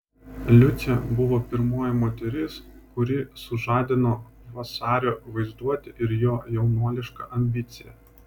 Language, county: Lithuanian, Vilnius